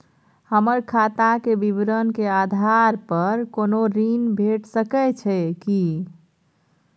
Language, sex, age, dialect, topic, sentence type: Maithili, female, 31-35, Bajjika, banking, question